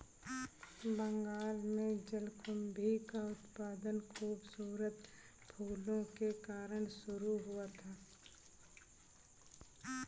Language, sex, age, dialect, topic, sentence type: Hindi, male, 18-24, Kanauji Braj Bhasha, agriculture, statement